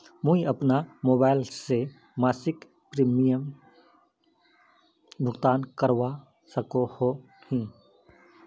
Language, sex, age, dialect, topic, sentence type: Magahi, male, 31-35, Northeastern/Surjapuri, banking, question